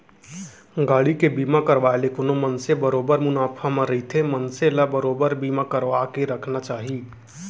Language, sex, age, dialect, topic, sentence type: Chhattisgarhi, male, 18-24, Central, banking, statement